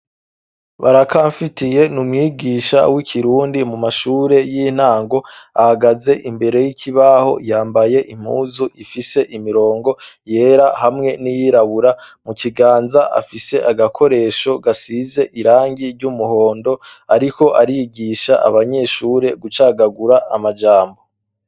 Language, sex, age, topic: Rundi, male, 25-35, education